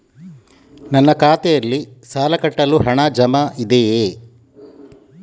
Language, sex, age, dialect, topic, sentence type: Kannada, male, 18-24, Coastal/Dakshin, banking, question